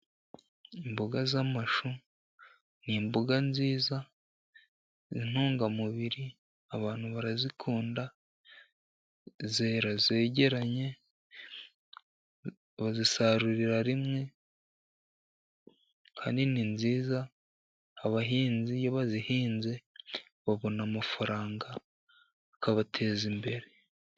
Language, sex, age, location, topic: Kinyarwanda, male, 50+, Musanze, agriculture